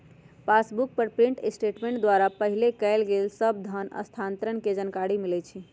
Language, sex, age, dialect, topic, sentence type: Magahi, female, 60-100, Western, banking, statement